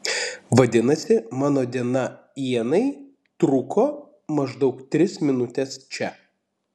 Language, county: Lithuanian, Panevėžys